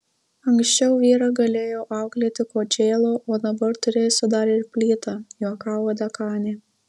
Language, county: Lithuanian, Marijampolė